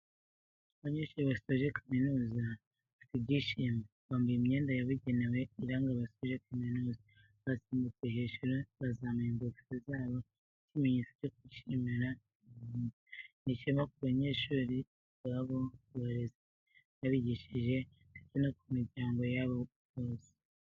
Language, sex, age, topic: Kinyarwanda, female, 36-49, education